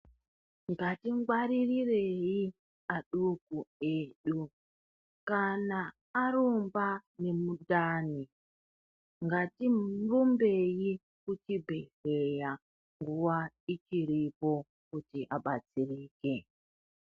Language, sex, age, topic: Ndau, female, 36-49, health